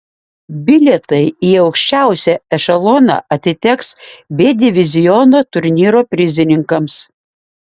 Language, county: Lithuanian, Šiauliai